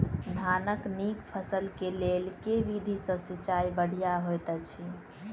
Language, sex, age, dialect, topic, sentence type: Maithili, female, 18-24, Southern/Standard, agriculture, question